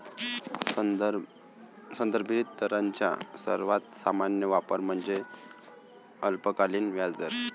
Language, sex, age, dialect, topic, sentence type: Marathi, male, 25-30, Varhadi, banking, statement